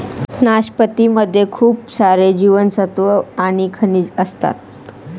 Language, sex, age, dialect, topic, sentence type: Marathi, male, 18-24, Northern Konkan, agriculture, statement